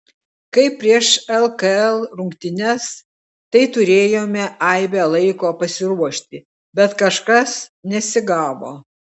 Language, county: Lithuanian, Klaipėda